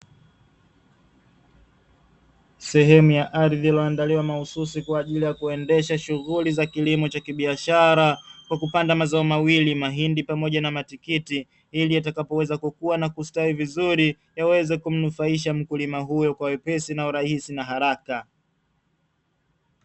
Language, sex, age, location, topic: Swahili, male, 25-35, Dar es Salaam, agriculture